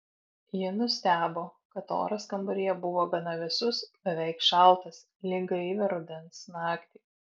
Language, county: Lithuanian, Vilnius